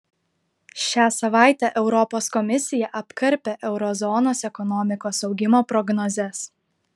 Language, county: Lithuanian, Klaipėda